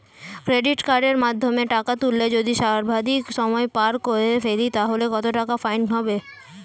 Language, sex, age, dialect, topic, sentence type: Bengali, female, <18, Standard Colloquial, banking, question